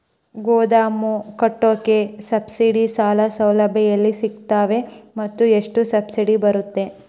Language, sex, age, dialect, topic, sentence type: Kannada, female, 18-24, Central, agriculture, question